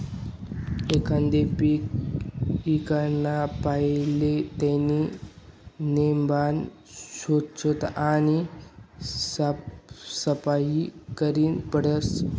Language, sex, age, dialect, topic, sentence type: Marathi, male, 18-24, Northern Konkan, agriculture, statement